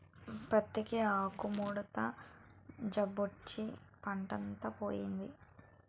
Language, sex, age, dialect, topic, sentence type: Telugu, female, 18-24, Utterandhra, agriculture, statement